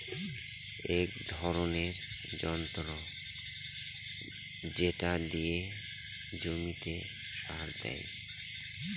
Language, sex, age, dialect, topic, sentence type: Bengali, male, 31-35, Northern/Varendri, agriculture, statement